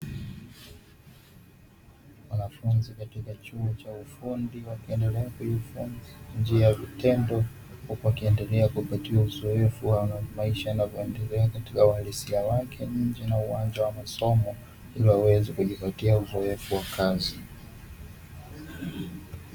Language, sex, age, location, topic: Swahili, male, 18-24, Dar es Salaam, education